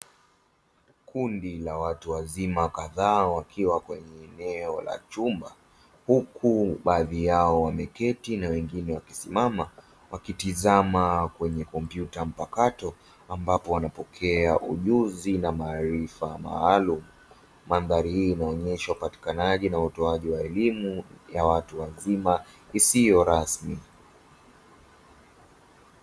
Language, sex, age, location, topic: Swahili, male, 25-35, Dar es Salaam, education